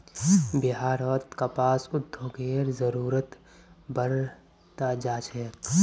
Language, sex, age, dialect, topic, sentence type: Magahi, male, 18-24, Northeastern/Surjapuri, agriculture, statement